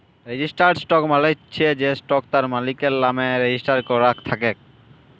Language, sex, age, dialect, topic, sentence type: Bengali, male, 18-24, Jharkhandi, banking, statement